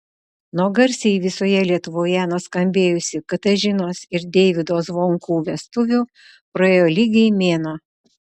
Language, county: Lithuanian, Utena